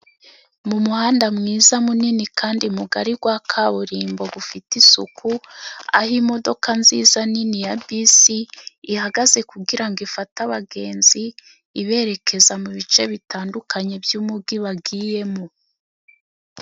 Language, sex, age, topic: Kinyarwanda, female, 36-49, government